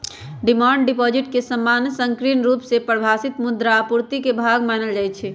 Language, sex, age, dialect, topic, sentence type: Magahi, male, 18-24, Western, banking, statement